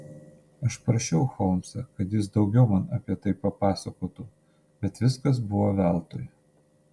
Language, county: Lithuanian, Panevėžys